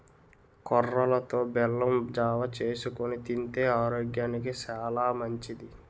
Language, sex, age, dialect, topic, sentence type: Telugu, male, 18-24, Utterandhra, agriculture, statement